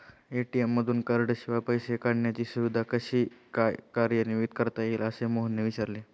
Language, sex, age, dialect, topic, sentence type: Marathi, male, 25-30, Standard Marathi, banking, statement